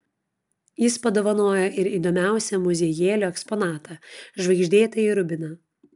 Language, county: Lithuanian, Klaipėda